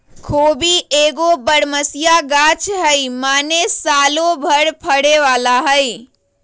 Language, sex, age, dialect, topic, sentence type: Magahi, female, 25-30, Western, agriculture, statement